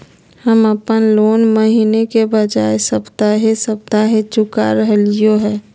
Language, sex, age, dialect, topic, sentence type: Magahi, female, 25-30, Southern, banking, statement